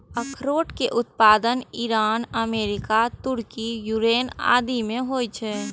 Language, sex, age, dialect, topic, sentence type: Maithili, female, 18-24, Eastern / Thethi, agriculture, statement